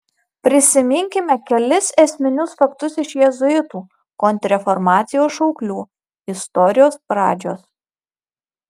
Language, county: Lithuanian, Marijampolė